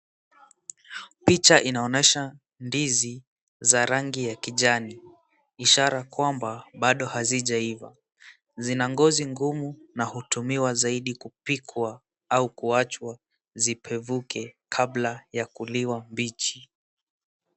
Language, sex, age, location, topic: Swahili, male, 18-24, Wajir, agriculture